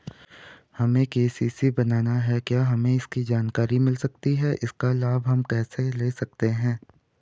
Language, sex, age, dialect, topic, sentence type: Hindi, female, 18-24, Garhwali, banking, question